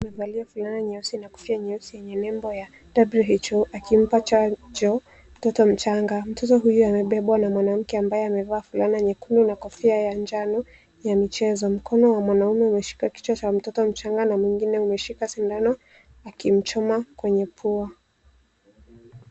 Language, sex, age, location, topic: Swahili, female, 18-24, Nairobi, health